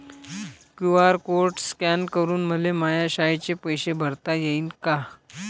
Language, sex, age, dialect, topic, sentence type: Marathi, male, 25-30, Varhadi, banking, question